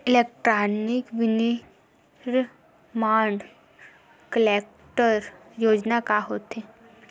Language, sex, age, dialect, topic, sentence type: Chhattisgarhi, female, 18-24, Western/Budati/Khatahi, banking, question